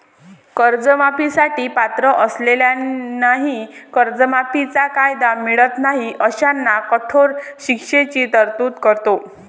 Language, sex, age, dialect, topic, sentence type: Marathi, female, 18-24, Varhadi, banking, statement